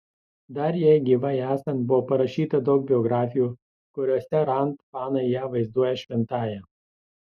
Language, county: Lithuanian, Tauragė